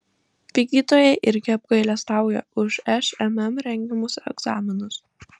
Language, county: Lithuanian, Marijampolė